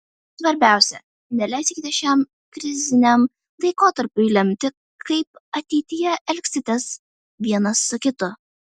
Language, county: Lithuanian, Vilnius